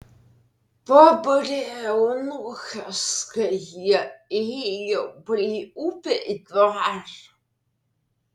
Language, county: Lithuanian, Vilnius